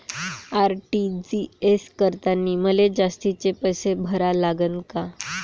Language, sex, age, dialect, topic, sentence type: Marathi, female, 25-30, Varhadi, banking, question